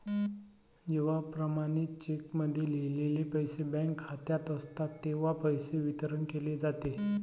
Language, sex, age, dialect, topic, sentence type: Marathi, male, 25-30, Varhadi, banking, statement